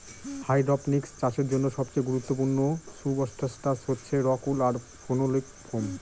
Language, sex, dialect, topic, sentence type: Bengali, male, Northern/Varendri, agriculture, statement